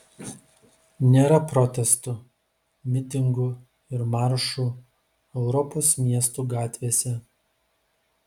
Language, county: Lithuanian, Vilnius